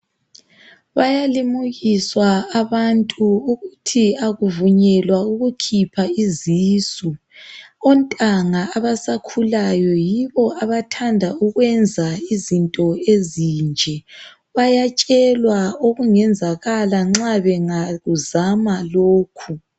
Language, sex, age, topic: North Ndebele, male, 18-24, health